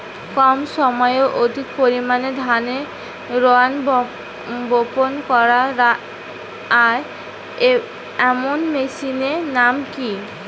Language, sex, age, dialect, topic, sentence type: Bengali, female, 25-30, Rajbangshi, agriculture, question